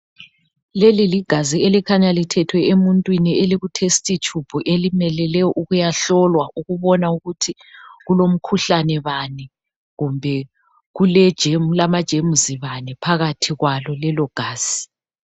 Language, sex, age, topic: North Ndebele, male, 36-49, health